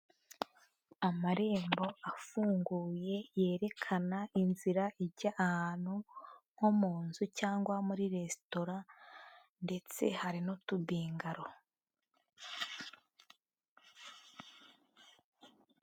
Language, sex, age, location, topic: Kinyarwanda, female, 18-24, Huye, education